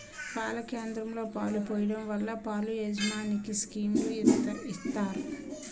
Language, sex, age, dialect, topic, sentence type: Telugu, female, 18-24, Utterandhra, agriculture, statement